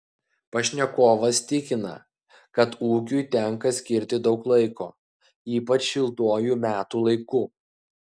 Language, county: Lithuanian, Klaipėda